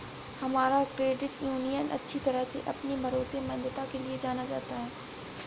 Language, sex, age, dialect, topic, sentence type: Hindi, female, 60-100, Awadhi Bundeli, banking, statement